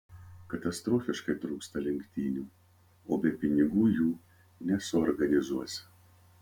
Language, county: Lithuanian, Vilnius